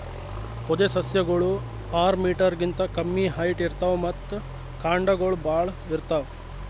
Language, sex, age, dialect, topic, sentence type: Kannada, male, 18-24, Northeastern, agriculture, statement